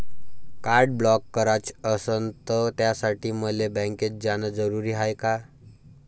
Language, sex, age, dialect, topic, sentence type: Marathi, male, 18-24, Varhadi, banking, question